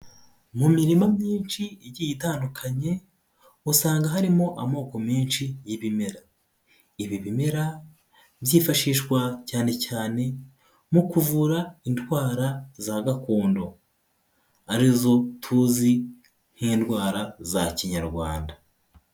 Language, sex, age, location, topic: Kinyarwanda, male, 18-24, Huye, health